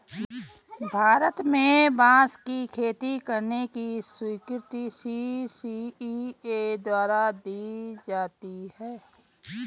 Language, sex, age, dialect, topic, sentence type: Hindi, female, 41-45, Garhwali, agriculture, statement